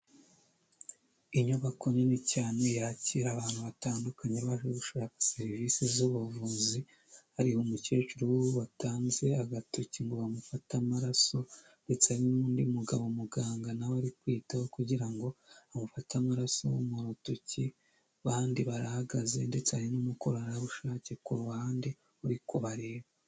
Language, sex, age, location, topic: Kinyarwanda, male, 25-35, Huye, health